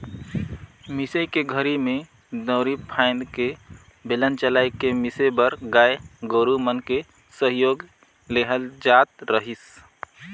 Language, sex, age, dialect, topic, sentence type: Chhattisgarhi, male, 31-35, Northern/Bhandar, agriculture, statement